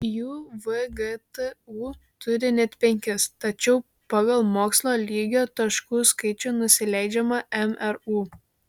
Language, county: Lithuanian, Šiauliai